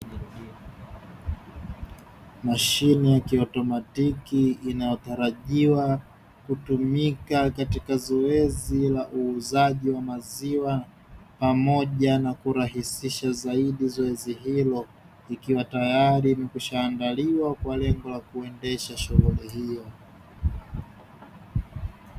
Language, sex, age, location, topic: Swahili, male, 18-24, Dar es Salaam, finance